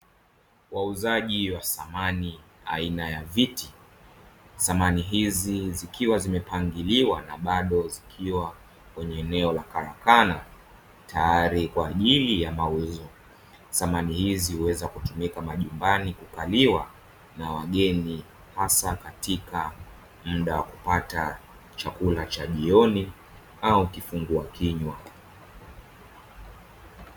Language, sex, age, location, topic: Swahili, male, 25-35, Dar es Salaam, finance